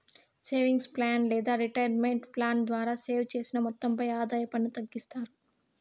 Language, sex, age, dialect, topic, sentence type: Telugu, female, 18-24, Southern, banking, statement